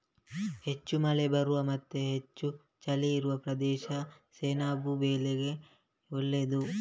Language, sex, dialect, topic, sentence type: Kannada, male, Coastal/Dakshin, agriculture, statement